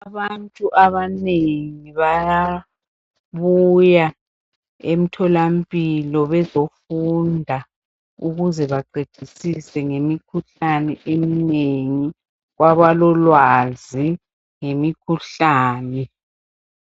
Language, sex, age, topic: North Ndebele, female, 50+, health